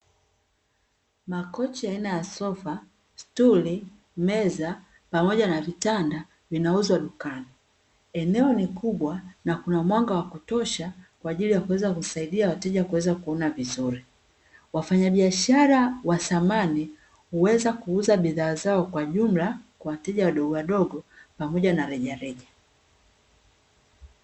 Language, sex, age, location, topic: Swahili, female, 25-35, Dar es Salaam, finance